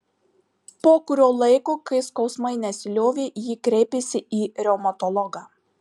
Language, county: Lithuanian, Marijampolė